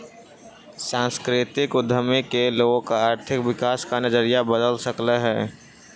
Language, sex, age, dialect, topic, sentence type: Magahi, male, 18-24, Central/Standard, agriculture, statement